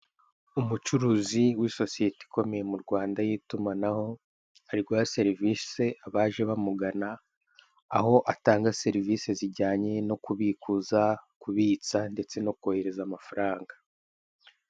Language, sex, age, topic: Kinyarwanda, male, 18-24, finance